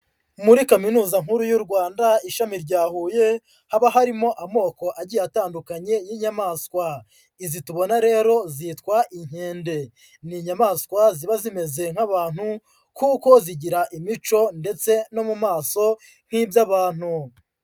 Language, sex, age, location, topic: Kinyarwanda, male, 25-35, Huye, agriculture